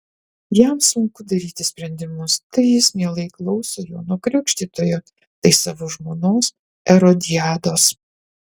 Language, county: Lithuanian, Utena